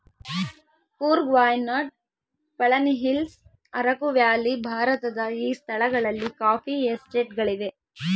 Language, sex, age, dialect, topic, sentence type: Kannada, female, 18-24, Central, agriculture, statement